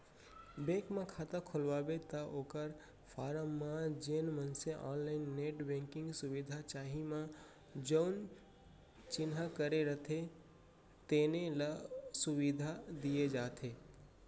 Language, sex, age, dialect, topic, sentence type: Chhattisgarhi, male, 25-30, Central, banking, statement